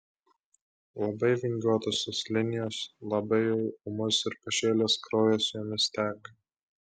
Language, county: Lithuanian, Klaipėda